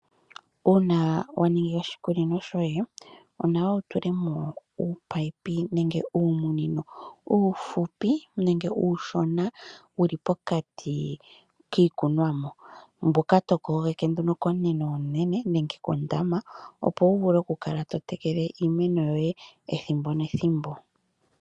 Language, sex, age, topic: Oshiwambo, female, 25-35, agriculture